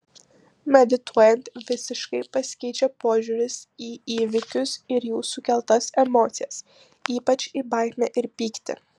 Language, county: Lithuanian, Panevėžys